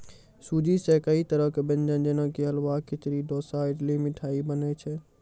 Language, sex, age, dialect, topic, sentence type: Maithili, male, 41-45, Angika, agriculture, statement